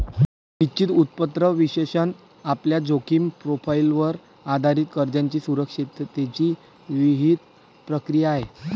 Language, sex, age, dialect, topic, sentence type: Marathi, male, 18-24, Varhadi, banking, statement